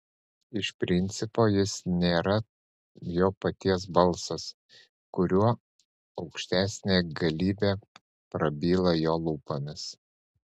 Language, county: Lithuanian, Panevėžys